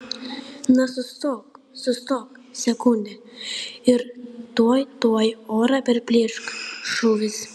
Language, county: Lithuanian, Panevėžys